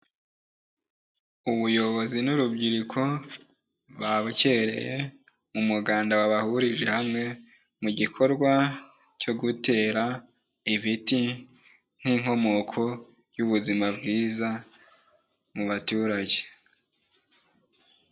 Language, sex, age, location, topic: Kinyarwanda, male, 18-24, Kigali, health